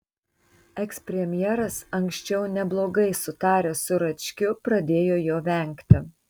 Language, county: Lithuanian, Tauragė